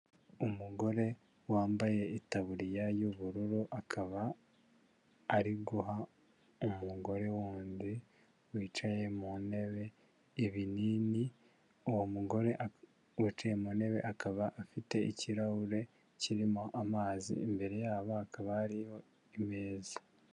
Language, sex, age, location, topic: Kinyarwanda, male, 18-24, Huye, health